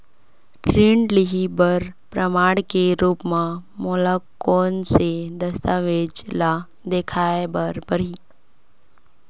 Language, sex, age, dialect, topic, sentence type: Chhattisgarhi, female, 60-100, Central, banking, statement